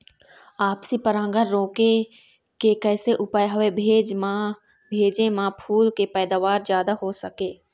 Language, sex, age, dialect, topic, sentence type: Chhattisgarhi, female, 18-24, Eastern, agriculture, question